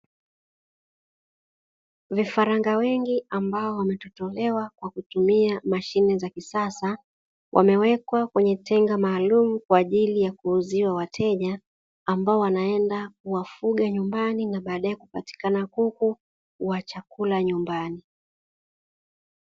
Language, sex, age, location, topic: Swahili, female, 36-49, Dar es Salaam, agriculture